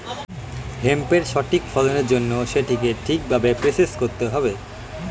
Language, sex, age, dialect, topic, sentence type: Bengali, male, <18, Standard Colloquial, agriculture, statement